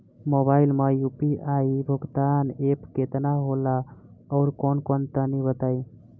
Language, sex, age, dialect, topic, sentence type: Bhojpuri, female, <18, Southern / Standard, banking, question